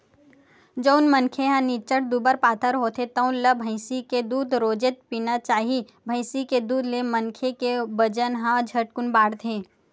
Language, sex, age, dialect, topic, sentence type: Chhattisgarhi, female, 18-24, Western/Budati/Khatahi, agriculture, statement